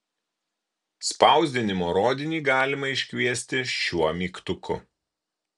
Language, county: Lithuanian, Kaunas